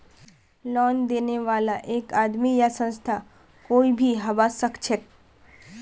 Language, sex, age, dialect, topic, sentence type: Magahi, female, 18-24, Northeastern/Surjapuri, banking, statement